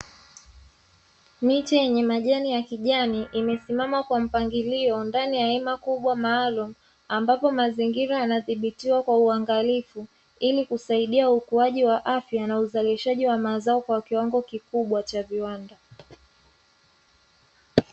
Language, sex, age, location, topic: Swahili, female, 25-35, Dar es Salaam, agriculture